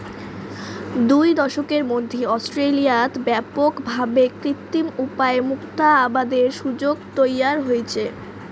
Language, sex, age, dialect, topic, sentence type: Bengali, female, <18, Rajbangshi, agriculture, statement